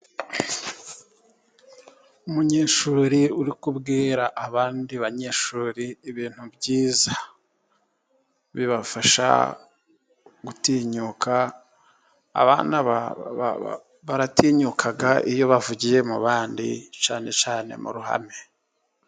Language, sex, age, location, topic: Kinyarwanda, male, 36-49, Musanze, education